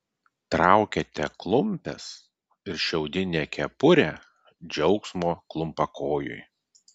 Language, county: Lithuanian, Klaipėda